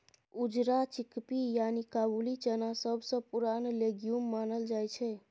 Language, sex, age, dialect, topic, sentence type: Maithili, female, 31-35, Bajjika, agriculture, statement